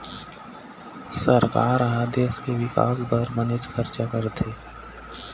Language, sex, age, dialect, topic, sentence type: Chhattisgarhi, male, 25-30, Eastern, banking, statement